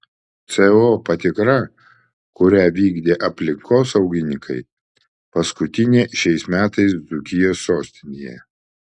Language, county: Lithuanian, Vilnius